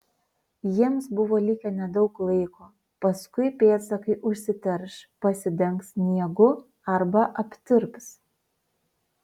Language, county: Lithuanian, Vilnius